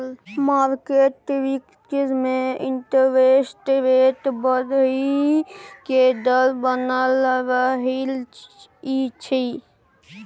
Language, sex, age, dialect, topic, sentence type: Maithili, male, 18-24, Bajjika, banking, statement